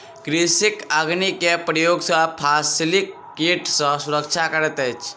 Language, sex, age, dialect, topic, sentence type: Maithili, male, 60-100, Southern/Standard, agriculture, statement